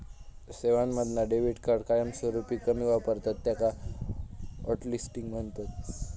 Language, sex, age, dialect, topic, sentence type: Marathi, male, 18-24, Southern Konkan, banking, statement